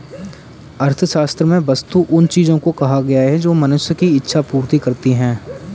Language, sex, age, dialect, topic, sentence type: Hindi, male, 18-24, Kanauji Braj Bhasha, banking, statement